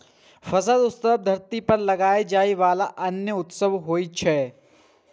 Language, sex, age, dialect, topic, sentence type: Maithili, male, 18-24, Eastern / Thethi, agriculture, statement